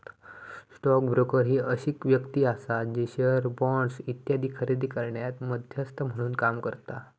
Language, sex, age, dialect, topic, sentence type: Marathi, male, 18-24, Southern Konkan, banking, statement